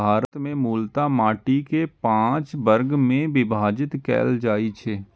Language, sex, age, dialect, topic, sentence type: Maithili, male, 36-40, Eastern / Thethi, agriculture, statement